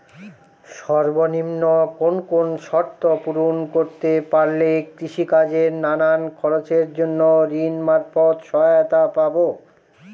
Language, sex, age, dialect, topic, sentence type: Bengali, male, 46-50, Northern/Varendri, banking, question